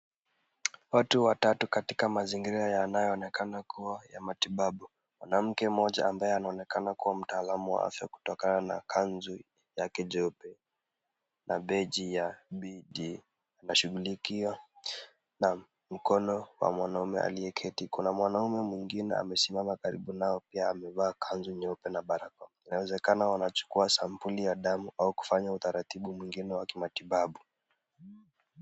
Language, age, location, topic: Swahili, 36-49, Kisumu, health